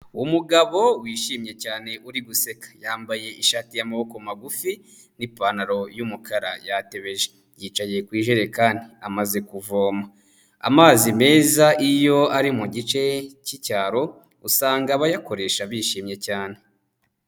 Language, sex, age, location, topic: Kinyarwanda, male, 18-24, Huye, health